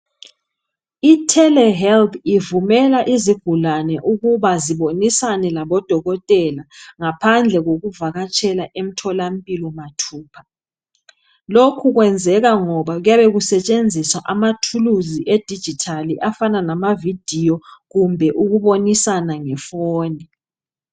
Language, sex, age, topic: North Ndebele, female, 25-35, health